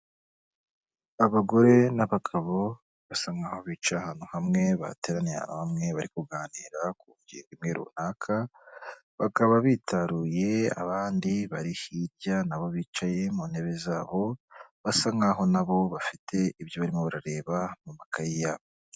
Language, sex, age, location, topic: Kinyarwanda, female, 25-35, Kigali, health